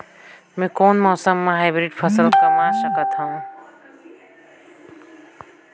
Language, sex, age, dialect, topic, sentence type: Chhattisgarhi, female, 25-30, Northern/Bhandar, agriculture, question